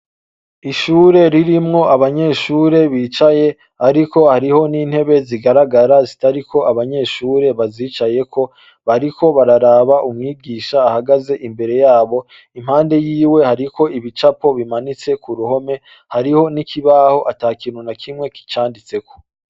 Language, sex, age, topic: Rundi, male, 25-35, education